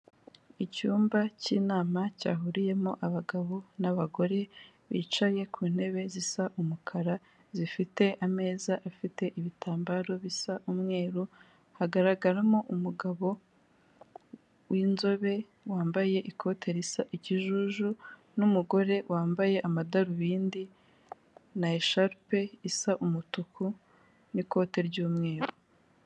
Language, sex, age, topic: Kinyarwanda, female, 18-24, government